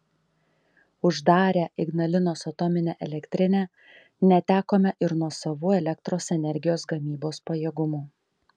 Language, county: Lithuanian, Kaunas